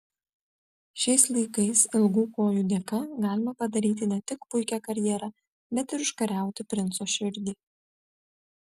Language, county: Lithuanian, Vilnius